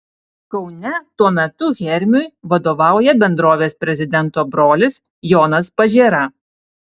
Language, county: Lithuanian, Alytus